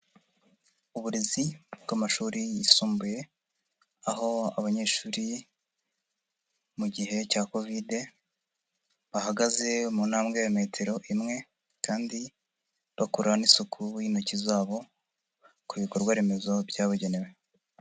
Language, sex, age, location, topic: Kinyarwanda, female, 50+, Nyagatare, education